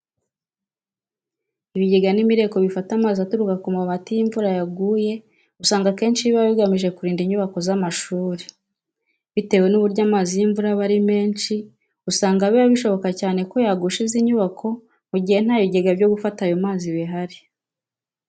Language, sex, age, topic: Kinyarwanda, female, 36-49, education